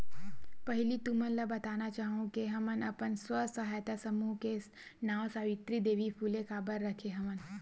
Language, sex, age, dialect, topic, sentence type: Chhattisgarhi, female, 60-100, Western/Budati/Khatahi, banking, statement